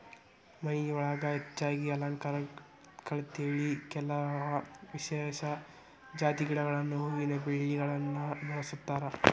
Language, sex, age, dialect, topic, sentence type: Kannada, male, 46-50, Dharwad Kannada, agriculture, statement